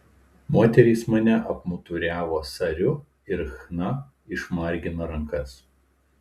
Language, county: Lithuanian, Telšiai